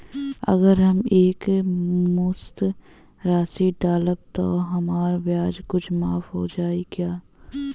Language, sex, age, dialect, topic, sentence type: Bhojpuri, female, 18-24, Western, banking, question